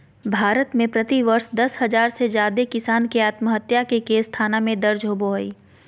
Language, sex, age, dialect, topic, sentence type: Magahi, female, 18-24, Southern, agriculture, statement